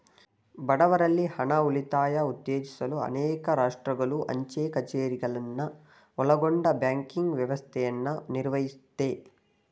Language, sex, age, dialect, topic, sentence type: Kannada, male, 60-100, Mysore Kannada, banking, statement